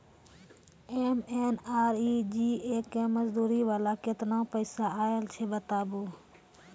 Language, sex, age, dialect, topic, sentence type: Maithili, female, 25-30, Angika, banking, question